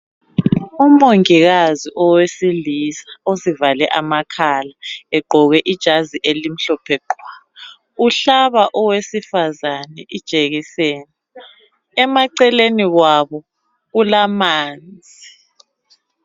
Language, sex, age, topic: North Ndebele, female, 25-35, health